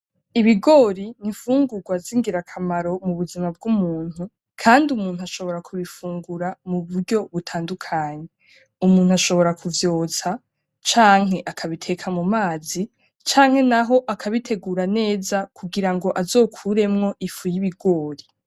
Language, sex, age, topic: Rundi, female, 18-24, agriculture